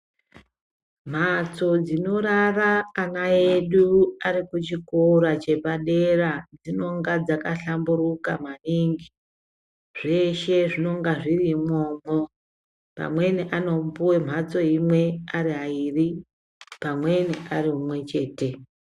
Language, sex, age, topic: Ndau, female, 25-35, education